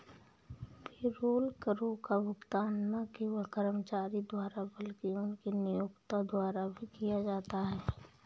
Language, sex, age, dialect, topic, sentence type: Hindi, female, 31-35, Awadhi Bundeli, banking, statement